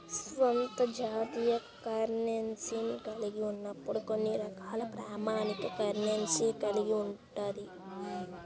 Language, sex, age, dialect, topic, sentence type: Telugu, female, 18-24, Central/Coastal, banking, statement